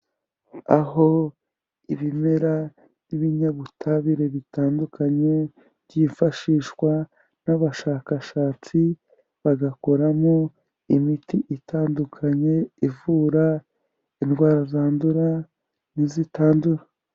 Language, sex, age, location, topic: Kinyarwanda, male, 18-24, Kigali, health